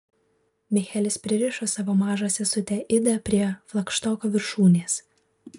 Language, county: Lithuanian, Vilnius